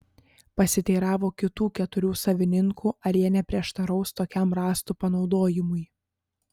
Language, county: Lithuanian, Panevėžys